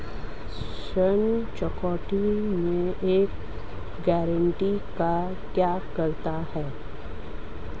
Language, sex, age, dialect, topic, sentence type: Hindi, female, 36-40, Marwari Dhudhari, banking, question